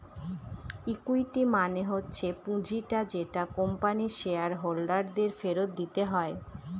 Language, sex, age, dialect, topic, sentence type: Bengali, female, 18-24, Northern/Varendri, banking, statement